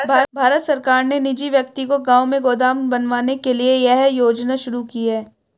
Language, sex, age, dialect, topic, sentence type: Hindi, male, 18-24, Hindustani Malvi Khadi Boli, agriculture, statement